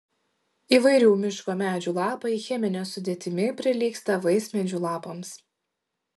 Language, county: Lithuanian, Šiauliai